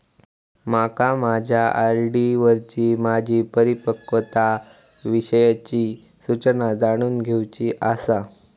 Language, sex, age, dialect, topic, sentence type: Marathi, male, 18-24, Southern Konkan, banking, statement